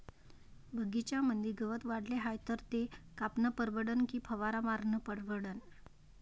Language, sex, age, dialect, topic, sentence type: Marathi, female, 36-40, Varhadi, agriculture, question